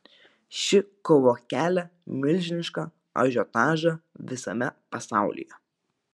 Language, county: Lithuanian, Vilnius